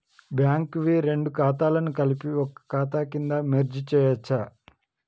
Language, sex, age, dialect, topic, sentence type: Telugu, male, 31-35, Telangana, banking, question